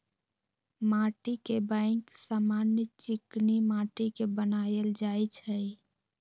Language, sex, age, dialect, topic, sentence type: Magahi, female, 18-24, Western, banking, statement